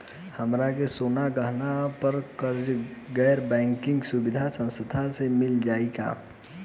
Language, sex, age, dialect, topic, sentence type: Bhojpuri, male, 18-24, Southern / Standard, banking, question